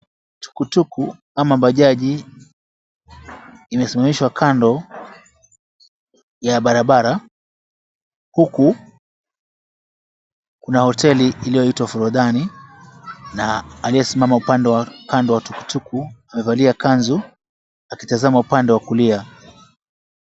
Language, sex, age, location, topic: Swahili, male, 36-49, Mombasa, government